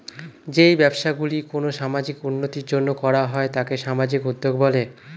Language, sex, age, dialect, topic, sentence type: Bengali, male, 25-30, Standard Colloquial, banking, statement